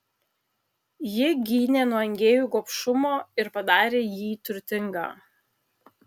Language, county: Lithuanian, Kaunas